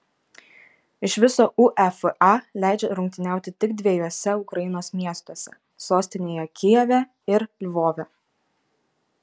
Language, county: Lithuanian, Kaunas